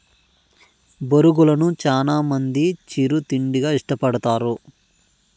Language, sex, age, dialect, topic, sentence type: Telugu, male, 31-35, Southern, agriculture, statement